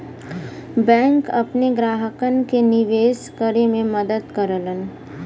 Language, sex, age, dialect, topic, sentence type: Bhojpuri, female, 25-30, Western, banking, statement